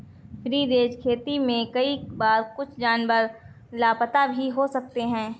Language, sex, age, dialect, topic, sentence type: Hindi, female, 18-24, Awadhi Bundeli, agriculture, statement